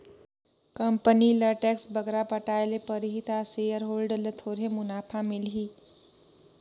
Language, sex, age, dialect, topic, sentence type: Chhattisgarhi, female, 18-24, Northern/Bhandar, banking, statement